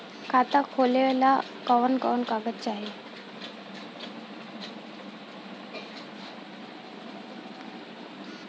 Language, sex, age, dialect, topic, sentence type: Bhojpuri, female, 18-24, Southern / Standard, banking, question